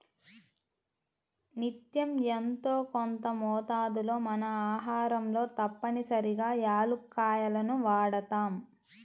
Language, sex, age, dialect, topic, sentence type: Telugu, female, 25-30, Central/Coastal, agriculture, statement